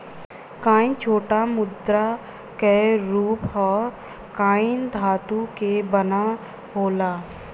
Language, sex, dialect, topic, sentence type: Bhojpuri, female, Western, banking, statement